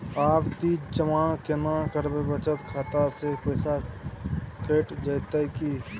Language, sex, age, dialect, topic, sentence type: Maithili, male, 18-24, Bajjika, banking, question